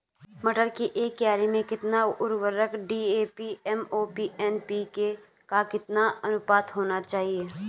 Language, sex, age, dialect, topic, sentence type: Hindi, male, 18-24, Garhwali, agriculture, question